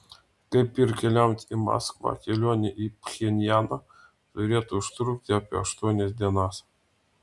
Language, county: Lithuanian, Vilnius